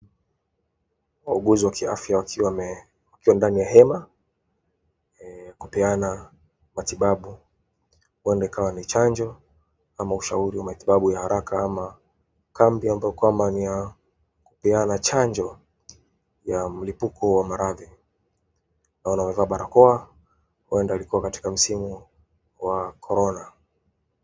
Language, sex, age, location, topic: Swahili, male, 25-35, Wajir, health